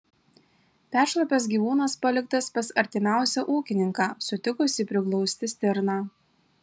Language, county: Lithuanian, Alytus